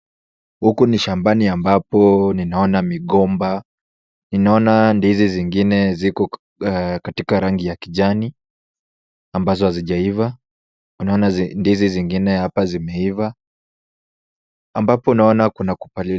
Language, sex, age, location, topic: Swahili, male, 18-24, Kisumu, agriculture